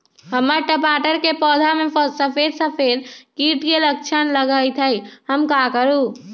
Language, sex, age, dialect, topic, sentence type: Magahi, female, 56-60, Western, agriculture, question